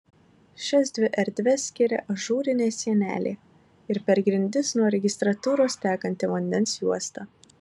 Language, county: Lithuanian, Marijampolė